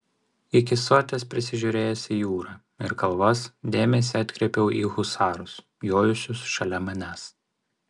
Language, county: Lithuanian, Vilnius